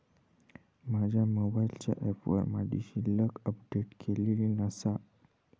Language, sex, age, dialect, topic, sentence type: Marathi, male, 18-24, Southern Konkan, banking, statement